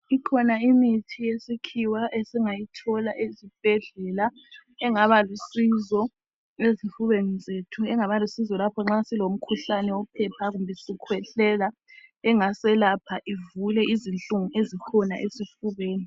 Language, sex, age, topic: North Ndebele, female, 25-35, health